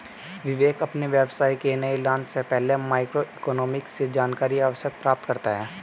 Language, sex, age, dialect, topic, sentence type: Hindi, male, 18-24, Hindustani Malvi Khadi Boli, banking, statement